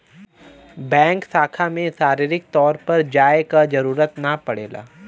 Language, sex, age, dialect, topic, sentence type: Bhojpuri, male, 31-35, Western, banking, statement